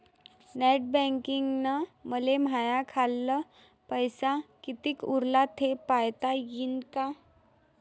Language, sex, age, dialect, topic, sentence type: Marathi, female, 31-35, Varhadi, banking, question